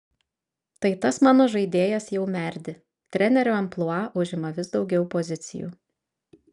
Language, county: Lithuanian, Vilnius